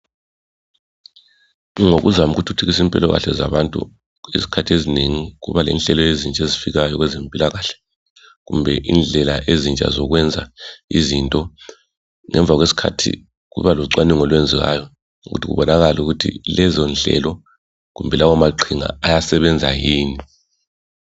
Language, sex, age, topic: North Ndebele, male, 36-49, health